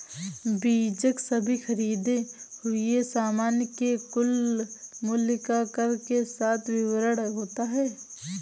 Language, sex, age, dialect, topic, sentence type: Hindi, female, 60-100, Awadhi Bundeli, banking, statement